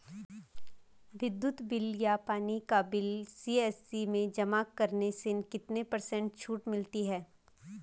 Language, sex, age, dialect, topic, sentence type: Hindi, female, 18-24, Garhwali, banking, question